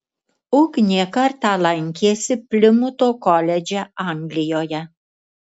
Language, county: Lithuanian, Kaunas